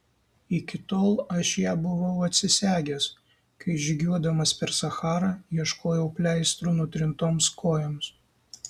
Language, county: Lithuanian, Kaunas